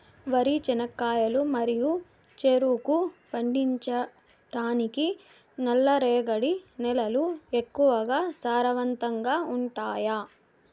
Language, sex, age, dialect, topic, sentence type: Telugu, female, 18-24, Southern, agriculture, question